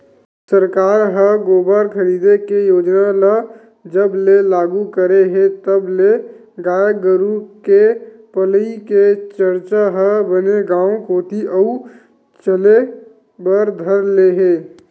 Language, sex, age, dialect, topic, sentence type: Chhattisgarhi, male, 18-24, Western/Budati/Khatahi, agriculture, statement